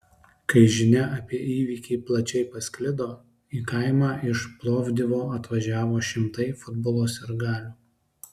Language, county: Lithuanian, Alytus